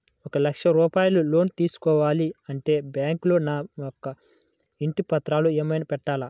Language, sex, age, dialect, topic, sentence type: Telugu, male, 18-24, Central/Coastal, banking, question